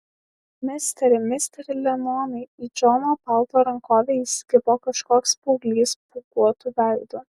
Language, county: Lithuanian, Alytus